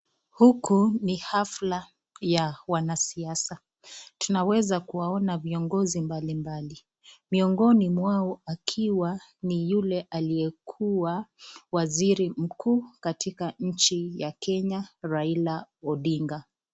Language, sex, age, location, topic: Swahili, female, 25-35, Nakuru, government